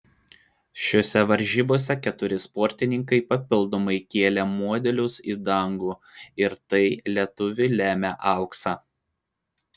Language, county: Lithuanian, Vilnius